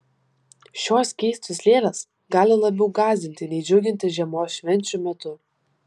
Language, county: Lithuanian, Vilnius